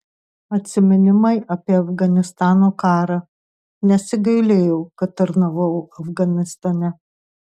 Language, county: Lithuanian, Tauragė